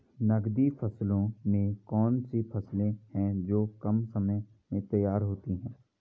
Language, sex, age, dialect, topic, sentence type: Hindi, male, 41-45, Garhwali, agriculture, question